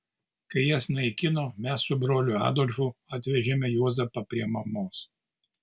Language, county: Lithuanian, Kaunas